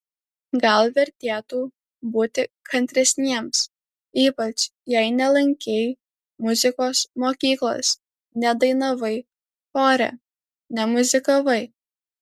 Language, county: Lithuanian, Alytus